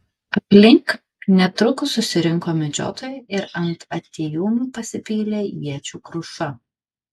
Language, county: Lithuanian, Kaunas